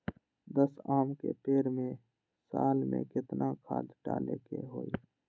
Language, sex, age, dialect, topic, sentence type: Magahi, male, 46-50, Western, agriculture, question